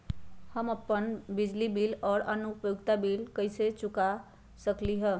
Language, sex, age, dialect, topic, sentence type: Magahi, female, 41-45, Western, banking, statement